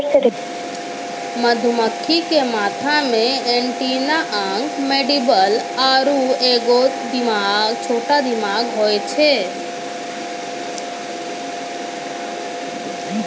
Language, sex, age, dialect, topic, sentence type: Maithili, female, 25-30, Angika, agriculture, statement